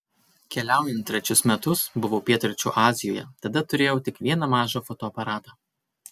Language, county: Lithuanian, Kaunas